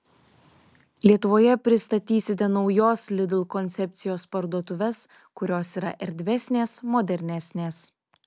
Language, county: Lithuanian, Šiauliai